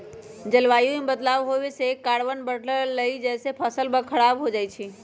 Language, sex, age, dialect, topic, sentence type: Magahi, female, 18-24, Western, agriculture, statement